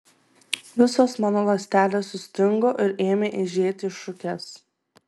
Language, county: Lithuanian, Tauragė